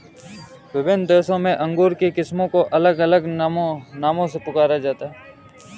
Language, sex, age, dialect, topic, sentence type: Hindi, male, 18-24, Kanauji Braj Bhasha, agriculture, statement